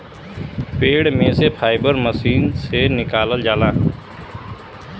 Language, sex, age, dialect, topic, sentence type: Bhojpuri, male, 25-30, Western, agriculture, statement